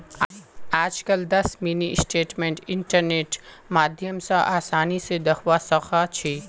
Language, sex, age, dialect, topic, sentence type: Magahi, male, 18-24, Northeastern/Surjapuri, banking, statement